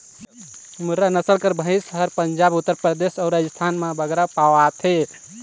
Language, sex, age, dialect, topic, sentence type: Chhattisgarhi, male, 18-24, Northern/Bhandar, agriculture, statement